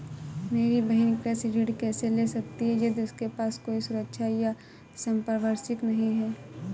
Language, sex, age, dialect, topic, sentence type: Hindi, female, 18-24, Awadhi Bundeli, agriculture, statement